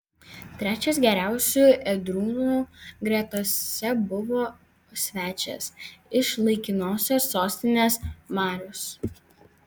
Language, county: Lithuanian, Vilnius